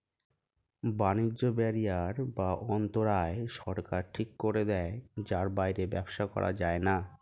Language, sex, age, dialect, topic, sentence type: Bengali, male, 36-40, Standard Colloquial, banking, statement